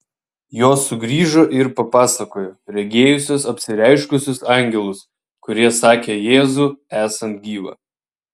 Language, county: Lithuanian, Vilnius